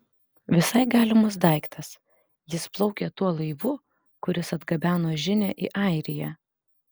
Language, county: Lithuanian, Vilnius